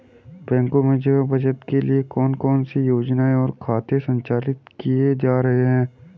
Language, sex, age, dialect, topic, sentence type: Hindi, female, 31-35, Hindustani Malvi Khadi Boli, banking, question